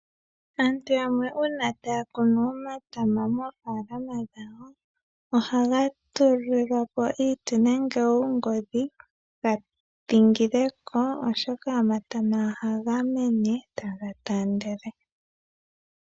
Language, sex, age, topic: Oshiwambo, female, 18-24, agriculture